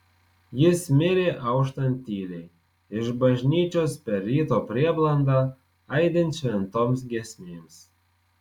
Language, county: Lithuanian, Marijampolė